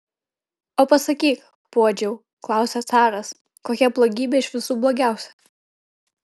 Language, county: Lithuanian, Vilnius